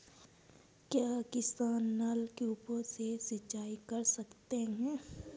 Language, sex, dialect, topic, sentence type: Hindi, female, Kanauji Braj Bhasha, agriculture, question